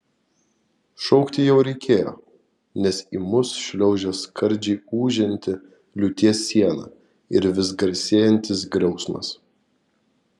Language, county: Lithuanian, Kaunas